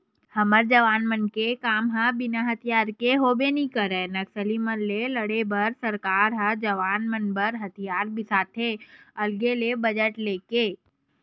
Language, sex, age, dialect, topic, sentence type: Chhattisgarhi, female, 25-30, Western/Budati/Khatahi, banking, statement